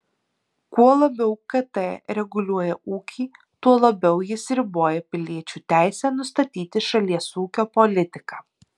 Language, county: Lithuanian, Alytus